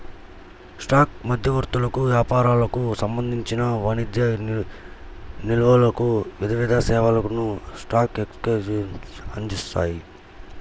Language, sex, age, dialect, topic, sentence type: Telugu, male, 18-24, Central/Coastal, banking, statement